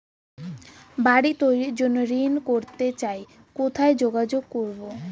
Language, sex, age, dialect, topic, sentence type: Bengali, female, 18-24, Rajbangshi, banking, question